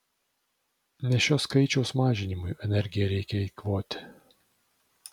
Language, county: Lithuanian, Vilnius